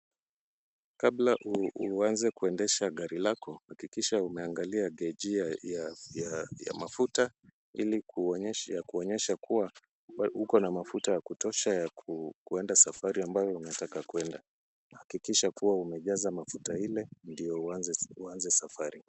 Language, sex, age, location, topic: Swahili, male, 36-49, Kisumu, finance